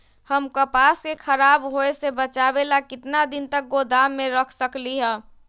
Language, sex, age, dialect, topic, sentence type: Magahi, female, 25-30, Western, agriculture, question